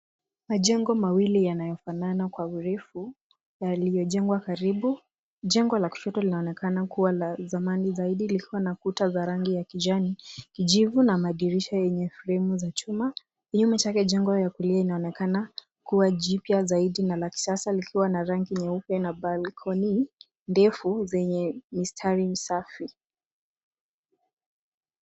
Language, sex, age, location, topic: Swahili, female, 18-24, Nairobi, finance